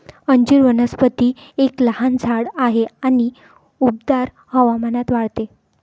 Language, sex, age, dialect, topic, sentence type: Marathi, female, 25-30, Varhadi, agriculture, statement